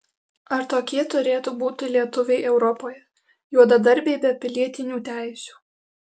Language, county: Lithuanian, Alytus